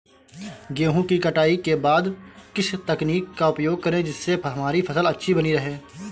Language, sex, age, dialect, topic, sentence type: Hindi, male, 18-24, Awadhi Bundeli, agriculture, question